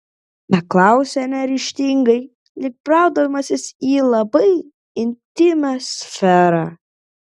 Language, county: Lithuanian, Klaipėda